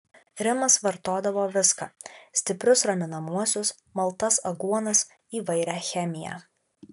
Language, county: Lithuanian, Alytus